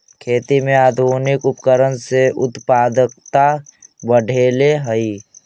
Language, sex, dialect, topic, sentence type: Magahi, male, Central/Standard, agriculture, statement